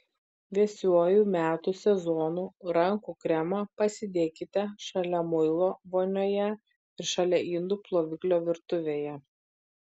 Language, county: Lithuanian, Vilnius